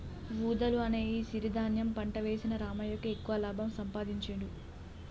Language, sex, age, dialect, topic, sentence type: Telugu, female, 18-24, Telangana, agriculture, statement